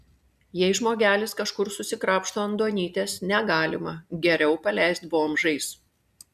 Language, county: Lithuanian, Klaipėda